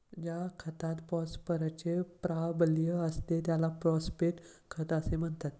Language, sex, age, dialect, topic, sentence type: Marathi, male, 18-24, Standard Marathi, agriculture, statement